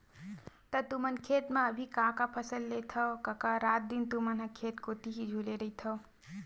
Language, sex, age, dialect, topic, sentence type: Chhattisgarhi, female, 60-100, Western/Budati/Khatahi, agriculture, statement